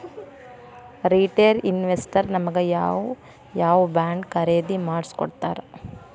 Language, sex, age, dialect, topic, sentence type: Kannada, female, 18-24, Dharwad Kannada, banking, statement